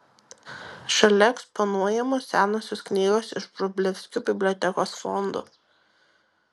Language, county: Lithuanian, Vilnius